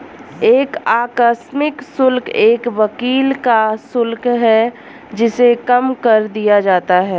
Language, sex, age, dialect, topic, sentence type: Hindi, male, 36-40, Hindustani Malvi Khadi Boli, banking, statement